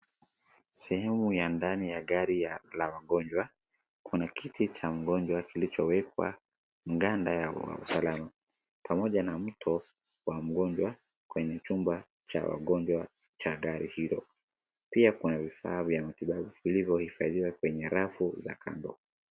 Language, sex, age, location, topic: Swahili, male, 36-49, Wajir, health